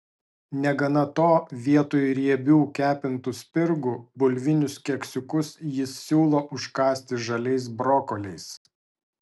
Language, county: Lithuanian, Vilnius